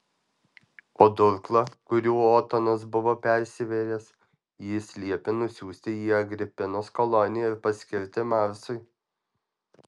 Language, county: Lithuanian, Alytus